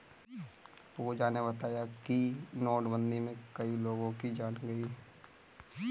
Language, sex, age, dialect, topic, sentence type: Hindi, male, 18-24, Kanauji Braj Bhasha, banking, statement